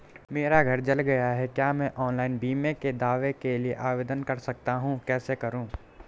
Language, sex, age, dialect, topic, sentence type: Hindi, male, 18-24, Garhwali, banking, question